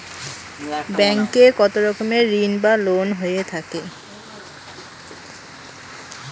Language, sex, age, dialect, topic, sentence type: Bengali, female, 18-24, Rajbangshi, banking, question